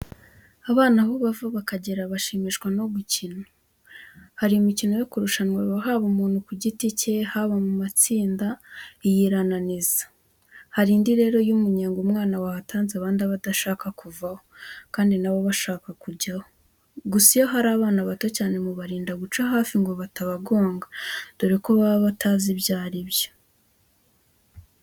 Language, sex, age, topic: Kinyarwanda, female, 18-24, education